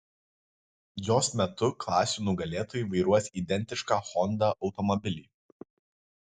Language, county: Lithuanian, Kaunas